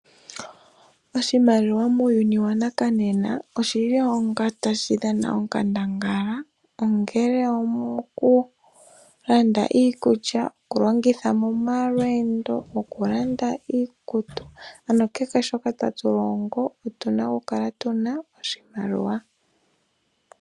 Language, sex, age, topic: Oshiwambo, female, 18-24, finance